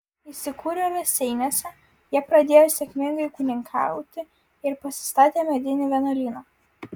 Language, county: Lithuanian, Vilnius